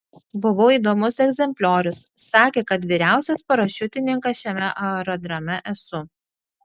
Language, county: Lithuanian, Klaipėda